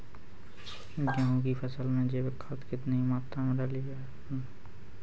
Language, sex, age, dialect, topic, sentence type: Hindi, male, 18-24, Awadhi Bundeli, agriculture, question